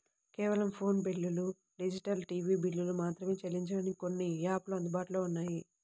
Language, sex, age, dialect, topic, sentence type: Telugu, male, 18-24, Central/Coastal, banking, statement